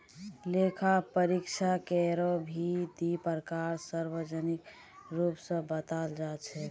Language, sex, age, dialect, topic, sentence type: Magahi, female, 18-24, Northeastern/Surjapuri, banking, statement